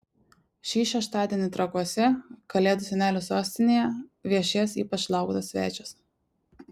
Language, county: Lithuanian, Šiauliai